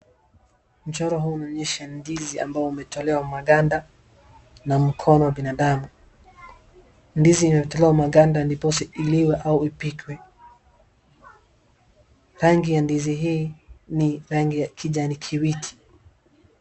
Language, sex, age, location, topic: Swahili, male, 18-24, Wajir, agriculture